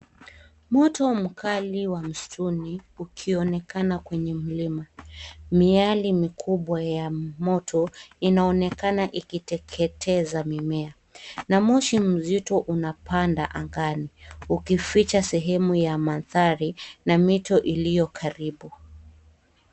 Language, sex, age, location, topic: Swahili, female, 18-24, Kisii, health